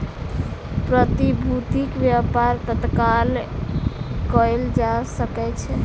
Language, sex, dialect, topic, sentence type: Maithili, female, Southern/Standard, banking, statement